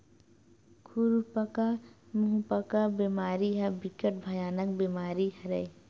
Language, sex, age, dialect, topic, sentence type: Chhattisgarhi, female, 18-24, Western/Budati/Khatahi, agriculture, statement